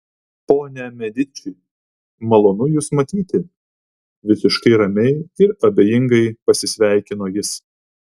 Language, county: Lithuanian, Vilnius